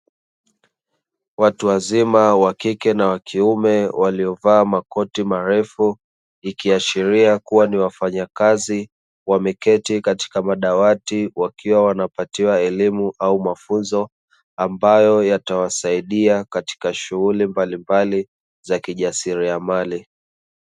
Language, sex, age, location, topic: Swahili, male, 18-24, Dar es Salaam, education